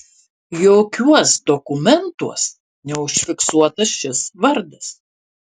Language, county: Lithuanian, Alytus